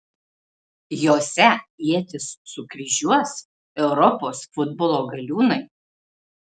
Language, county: Lithuanian, Marijampolė